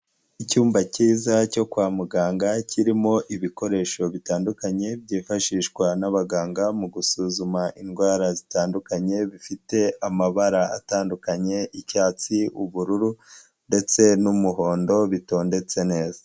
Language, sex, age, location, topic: Kinyarwanda, female, 18-24, Huye, health